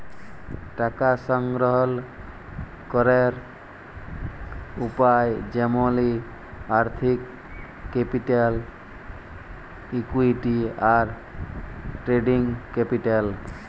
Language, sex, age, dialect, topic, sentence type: Bengali, male, 18-24, Jharkhandi, banking, statement